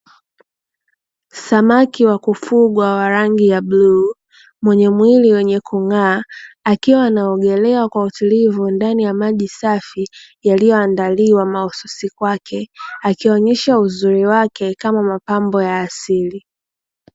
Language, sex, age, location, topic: Swahili, female, 25-35, Dar es Salaam, agriculture